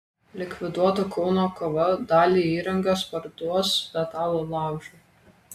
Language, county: Lithuanian, Kaunas